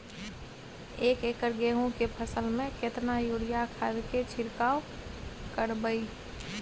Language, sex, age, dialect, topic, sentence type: Maithili, female, 51-55, Bajjika, agriculture, question